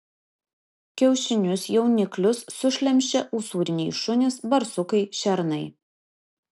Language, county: Lithuanian, Kaunas